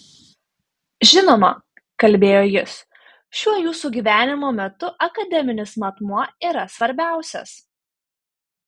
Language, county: Lithuanian, Panevėžys